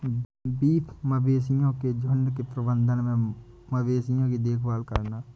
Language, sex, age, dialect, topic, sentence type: Hindi, male, 25-30, Awadhi Bundeli, agriculture, statement